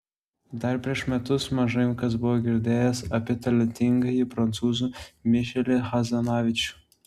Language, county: Lithuanian, Klaipėda